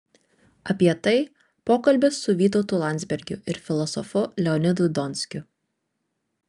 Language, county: Lithuanian, Vilnius